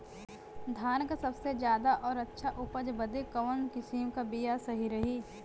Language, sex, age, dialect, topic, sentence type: Bhojpuri, female, <18, Western, agriculture, question